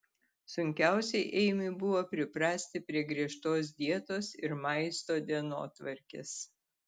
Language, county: Lithuanian, Telšiai